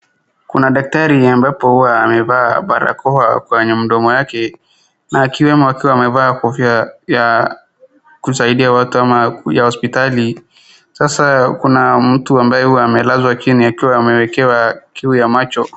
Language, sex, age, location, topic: Swahili, female, 36-49, Wajir, health